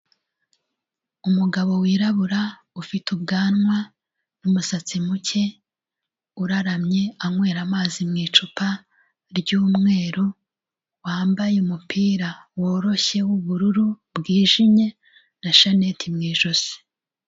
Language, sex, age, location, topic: Kinyarwanda, female, 36-49, Kigali, health